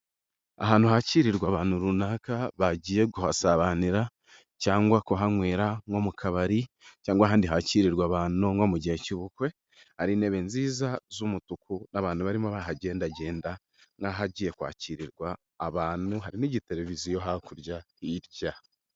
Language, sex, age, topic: Kinyarwanda, male, 18-24, finance